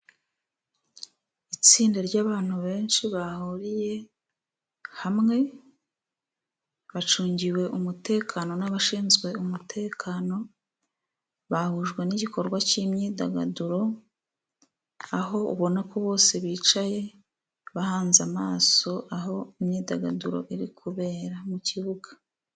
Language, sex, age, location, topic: Kinyarwanda, female, 36-49, Musanze, government